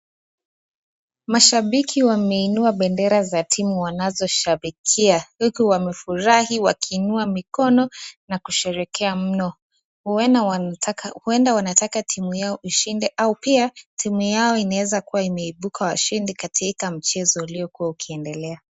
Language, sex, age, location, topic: Swahili, female, 18-24, Nakuru, government